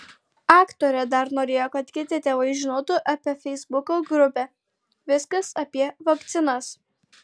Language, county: Lithuanian, Tauragė